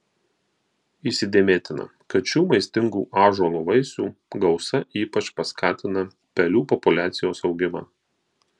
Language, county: Lithuanian, Marijampolė